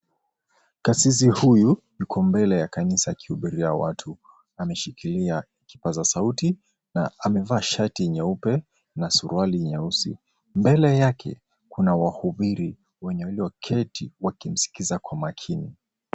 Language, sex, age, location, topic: Swahili, male, 25-35, Mombasa, government